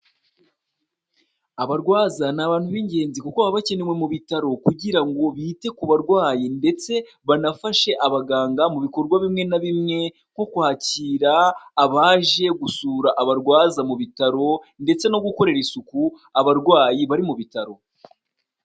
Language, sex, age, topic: Kinyarwanda, male, 18-24, health